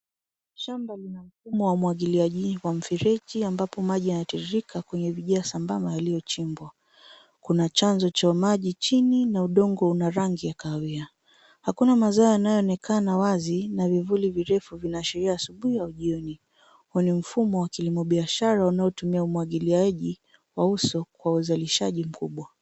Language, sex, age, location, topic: Swahili, female, 18-24, Nairobi, agriculture